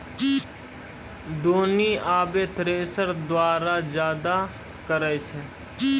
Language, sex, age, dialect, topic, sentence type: Maithili, male, 18-24, Angika, agriculture, statement